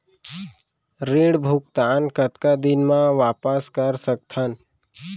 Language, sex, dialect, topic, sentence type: Chhattisgarhi, male, Central, banking, question